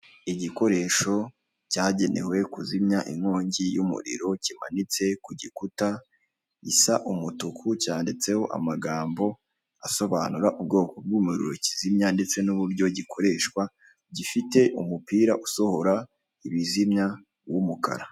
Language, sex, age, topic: Kinyarwanda, male, 25-35, government